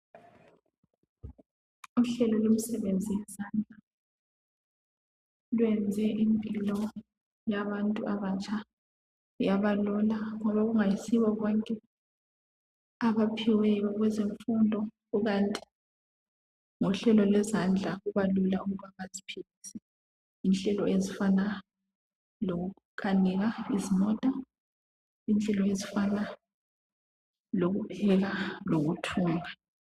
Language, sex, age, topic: North Ndebele, female, 25-35, education